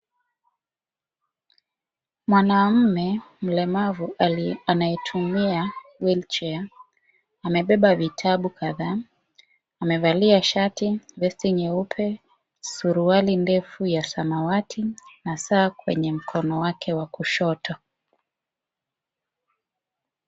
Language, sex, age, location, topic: Swahili, female, 25-35, Kisii, education